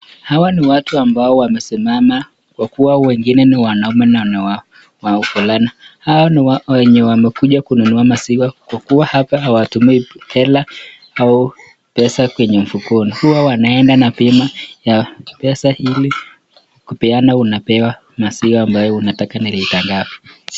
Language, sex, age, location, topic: Swahili, male, 18-24, Nakuru, agriculture